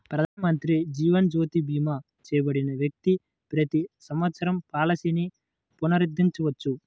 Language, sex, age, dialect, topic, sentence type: Telugu, male, 18-24, Central/Coastal, banking, statement